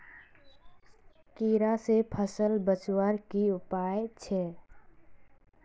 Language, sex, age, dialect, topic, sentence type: Magahi, female, 18-24, Northeastern/Surjapuri, agriculture, question